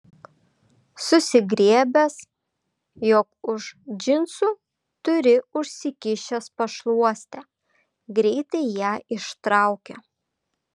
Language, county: Lithuanian, Vilnius